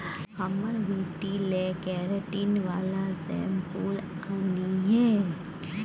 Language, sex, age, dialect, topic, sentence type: Maithili, female, 36-40, Bajjika, agriculture, statement